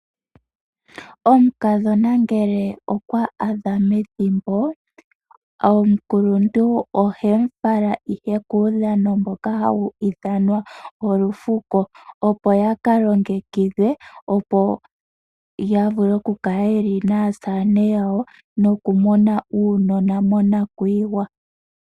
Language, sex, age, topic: Oshiwambo, female, 18-24, agriculture